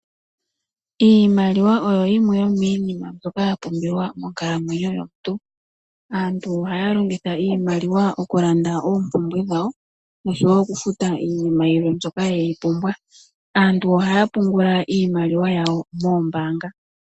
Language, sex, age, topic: Oshiwambo, female, 18-24, finance